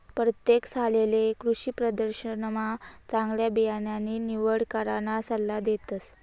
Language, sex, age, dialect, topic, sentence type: Marathi, female, 25-30, Northern Konkan, agriculture, statement